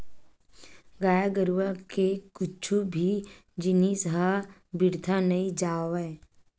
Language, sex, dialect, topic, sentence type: Chhattisgarhi, female, Western/Budati/Khatahi, agriculture, statement